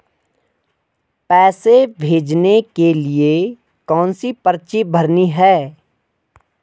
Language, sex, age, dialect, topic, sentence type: Hindi, male, 18-24, Garhwali, banking, question